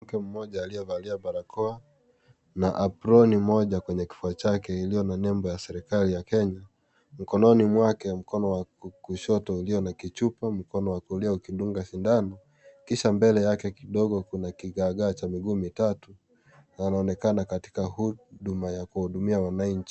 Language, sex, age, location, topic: Swahili, male, 25-35, Kisii, health